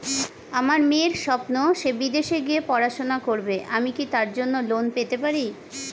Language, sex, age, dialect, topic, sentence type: Bengali, female, 41-45, Standard Colloquial, banking, question